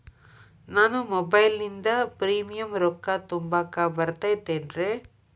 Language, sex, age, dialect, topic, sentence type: Kannada, female, 25-30, Dharwad Kannada, banking, question